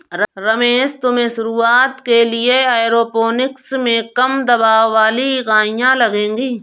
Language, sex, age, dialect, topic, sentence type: Hindi, female, 31-35, Awadhi Bundeli, agriculture, statement